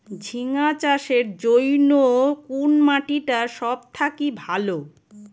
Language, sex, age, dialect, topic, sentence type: Bengali, male, 18-24, Rajbangshi, agriculture, question